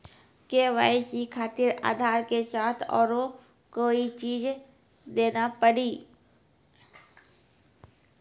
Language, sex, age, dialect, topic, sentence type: Maithili, female, 36-40, Angika, banking, question